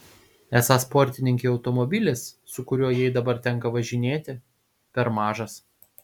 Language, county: Lithuanian, Panevėžys